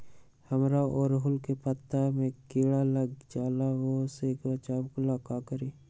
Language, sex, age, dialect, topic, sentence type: Magahi, male, 60-100, Western, agriculture, question